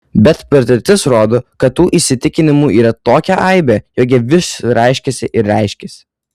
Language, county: Lithuanian, Kaunas